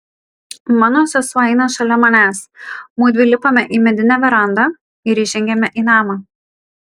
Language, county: Lithuanian, Kaunas